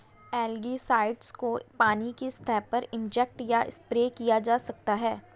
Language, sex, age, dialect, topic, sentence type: Hindi, female, 25-30, Hindustani Malvi Khadi Boli, agriculture, statement